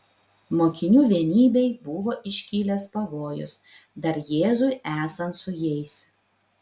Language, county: Lithuanian, Vilnius